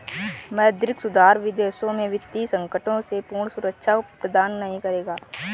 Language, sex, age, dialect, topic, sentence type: Hindi, female, 18-24, Awadhi Bundeli, banking, statement